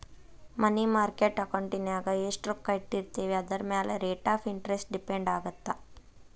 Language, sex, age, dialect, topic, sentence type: Kannada, female, 25-30, Dharwad Kannada, banking, statement